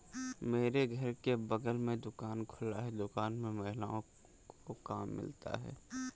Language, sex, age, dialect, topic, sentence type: Hindi, male, 18-24, Kanauji Braj Bhasha, banking, statement